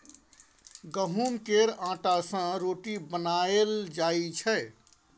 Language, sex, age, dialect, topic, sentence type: Maithili, male, 41-45, Bajjika, agriculture, statement